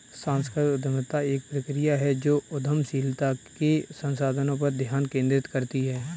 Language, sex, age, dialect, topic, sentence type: Hindi, male, 31-35, Kanauji Braj Bhasha, banking, statement